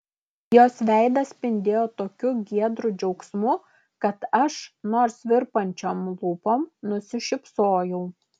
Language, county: Lithuanian, Klaipėda